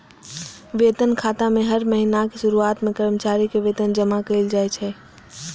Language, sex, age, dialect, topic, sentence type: Maithili, male, 25-30, Eastern / Thethi, banking, statement